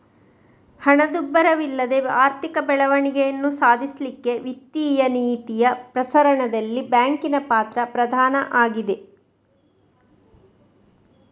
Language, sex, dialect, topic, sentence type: Kannada, female, Coastal/Dakshin, banking, statement